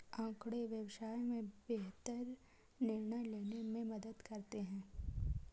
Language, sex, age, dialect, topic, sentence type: Hindi, female, 18-24, Marwari Dhudhari, banking, statement